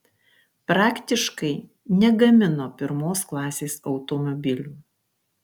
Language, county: Lithuanian, Kaunas